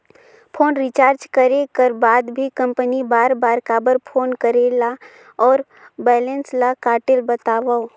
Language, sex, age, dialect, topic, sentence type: Chhattisgarhi, female, 18-24, Northern/Bhandar, banking, question